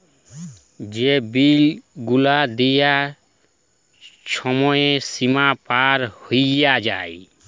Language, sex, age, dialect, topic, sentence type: Bengali, male, 25-30, Jharkhandi, banking, statement